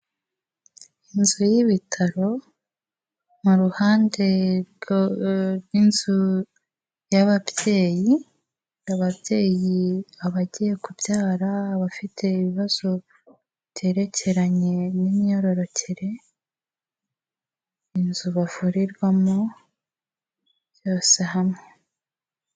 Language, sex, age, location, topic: Kinyarwanda, female, 18-24, Kigali, health